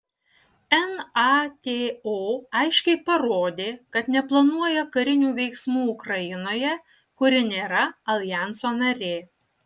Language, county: Lithuanian, Utena